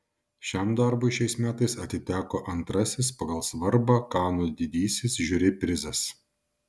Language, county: Lithuanian, Šiauliai